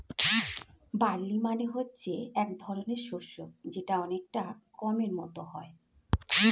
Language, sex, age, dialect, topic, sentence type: Bengali, female, 41-45, Standard Colloquial, agriculture, statement